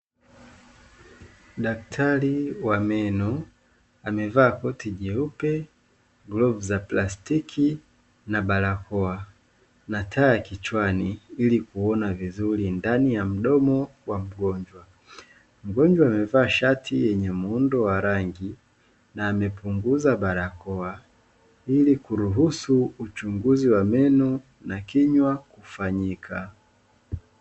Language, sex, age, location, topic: Swahili, male, 25-35, Dar es Salaam, health